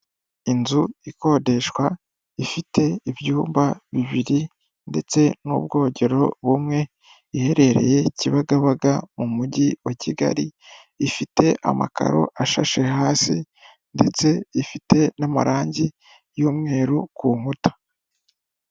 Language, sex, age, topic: Kinyarwanda, male, 18-24, finance